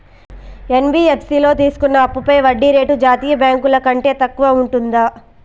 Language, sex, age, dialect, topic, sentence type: Telugu, female, 18-24, Southern, banking, question